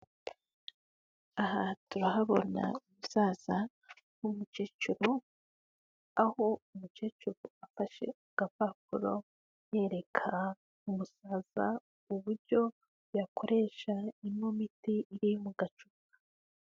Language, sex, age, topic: Kinyarwanda, female, 18-24, health